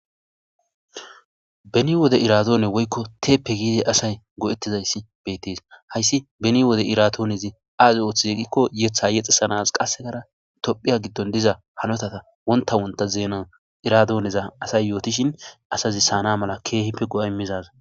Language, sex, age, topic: Gamo, male, 18-24, government